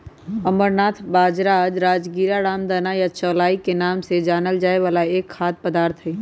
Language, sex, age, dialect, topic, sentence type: Magahi, male, 18-24, Western, agriculture, statement